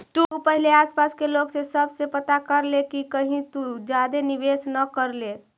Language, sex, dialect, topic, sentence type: Magahi, female, Central/Standard, banking, statement